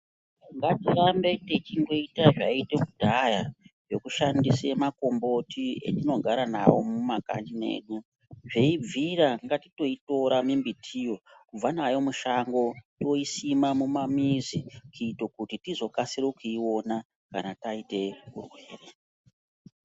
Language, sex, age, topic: Ndau, female, 36-49, health